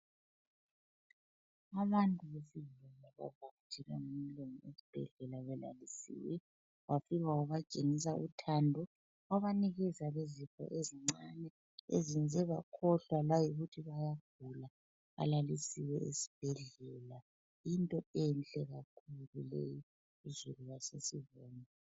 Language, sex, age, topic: North Ndebele, female, 36-49, health